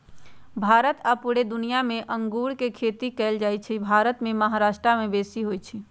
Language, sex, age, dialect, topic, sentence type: Magahi, female, 56-60, Western, agriculture, statement